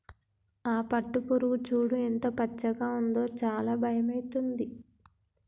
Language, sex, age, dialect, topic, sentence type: Telugu, female, 18-24, Telangana, agriculture, statement